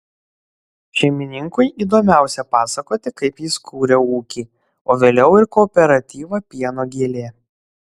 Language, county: Lithuanian, Šiauliai